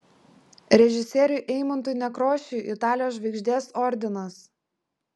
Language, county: Lithuanian, Vilnius